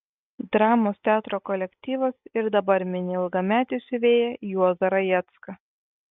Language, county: Lithuanian, Kaunas